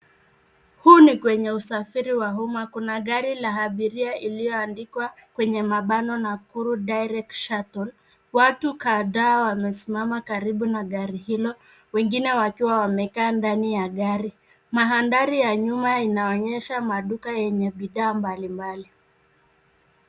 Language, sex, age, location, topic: Swahili, female, 25-35, Nairobi, government